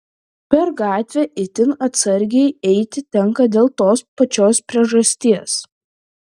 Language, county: Lithuanian, Klaipėda